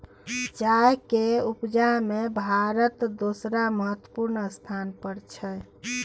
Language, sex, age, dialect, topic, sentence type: Maithili, female, 41-45, Bajjika, agriculture, statement